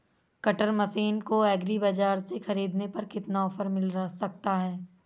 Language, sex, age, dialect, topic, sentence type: Hindi, female, 25-30, Awadhi Bundeli, agriculture, question